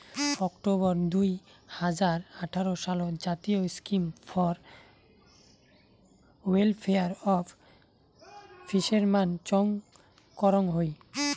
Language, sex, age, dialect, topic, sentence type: Bengali, male, 18-24, Rajbangshi, agriculture, statement